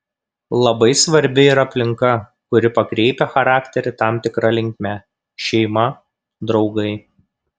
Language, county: Lithuanian, Kaunas